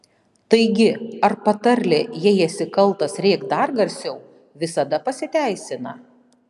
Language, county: Lithuanian, Panevėžys